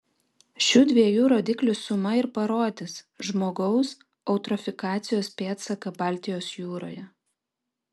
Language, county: Lithuanian, Vilnius